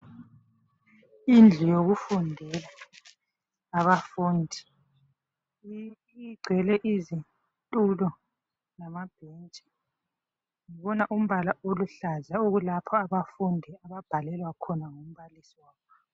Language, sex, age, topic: North Ndebele, female, 36-49, education